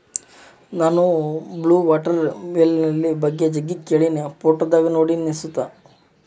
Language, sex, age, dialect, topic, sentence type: Kannada, male, 18-24, Central, agriculture, statement